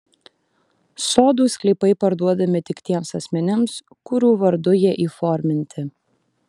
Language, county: Lithuanian, Kaunas